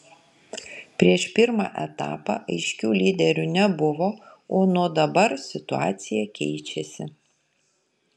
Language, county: Lithuanian, Kaunas